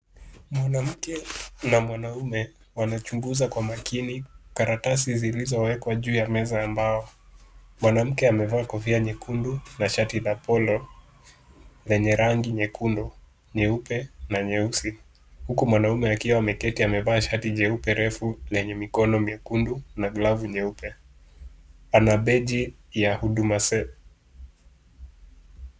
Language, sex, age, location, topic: Swahili, male, 18-24, Kisumu, government